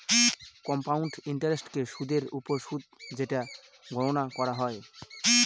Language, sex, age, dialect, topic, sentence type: Bengali, male, 25-30, Northern/Varendri, banking, statement